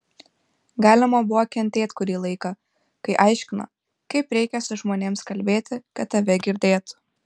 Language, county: Lithuanian, Panevėžys